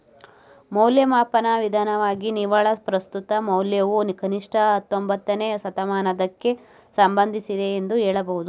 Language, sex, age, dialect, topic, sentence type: Kannada, male, 18-24, Mysore Kannada, banking, statement